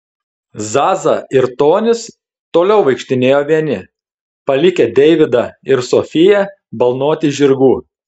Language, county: Lithuanian, Telšiai